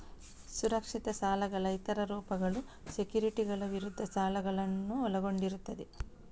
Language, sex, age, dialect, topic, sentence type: Kannada, female, 60-100, Coastal/Dakshin, banking, statement